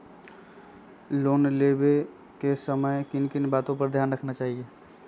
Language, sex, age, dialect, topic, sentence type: Magahi, female, 51-55, Western, banking, question